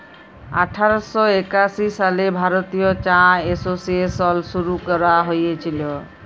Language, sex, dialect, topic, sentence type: Bengali, female, Jharkhandi, agriculture, statement